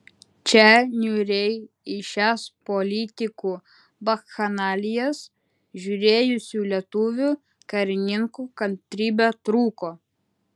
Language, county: Lithuanian, Utena